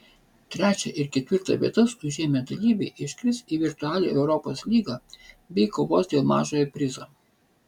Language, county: Lithuanian, Vilnius